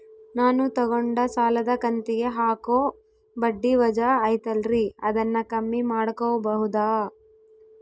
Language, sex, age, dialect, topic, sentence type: Kannada, female, 25-30, Central, banking, question